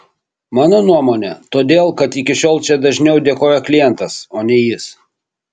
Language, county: Lithuanian, Kaunas